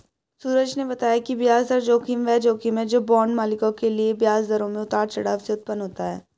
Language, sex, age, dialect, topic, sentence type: Hindi, female, 18-24, Hindustani Malvi Khadi Boli, banking, statement